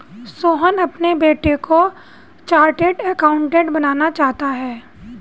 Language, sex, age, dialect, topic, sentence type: Hindi, female, 31-35, Hindustani Malvi Khadi Boli, banking, statement